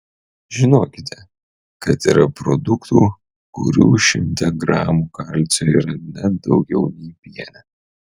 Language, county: Lithuanian, Utena